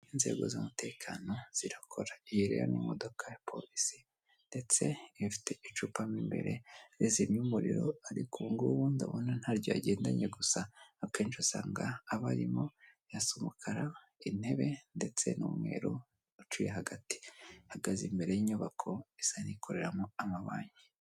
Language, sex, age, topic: Kinyarwanda, female, 18-24, government